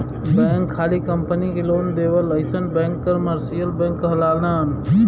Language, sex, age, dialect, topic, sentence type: Bhojpuri, male, 25-30, Western, banking, statement